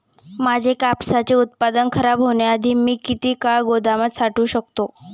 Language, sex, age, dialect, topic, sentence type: Marathi, female, 18-24, Standard Marathi, agriculture, question